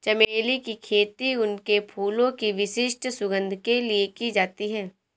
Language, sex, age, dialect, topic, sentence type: Hindi, female, 18-24, Awadhi Bundeli, agriculture, statement